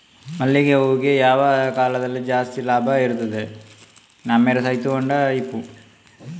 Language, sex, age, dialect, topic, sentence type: Kannada, male, 18-24, Coastal/Dakshin, agriculture, question